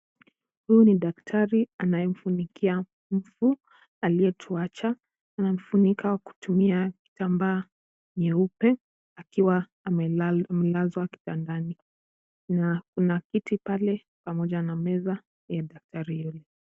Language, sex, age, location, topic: Swahili, female, 18-24, Kisumu, health